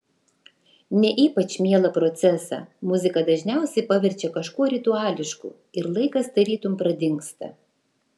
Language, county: Lithuanian, Vilnius